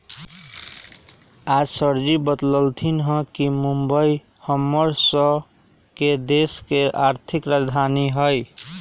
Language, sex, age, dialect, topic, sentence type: Magahi, male, 18-24, Western, banking, statement